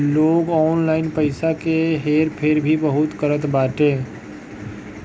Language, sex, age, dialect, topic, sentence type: Bhojpuri, male, 25-30, Northern, banking, statement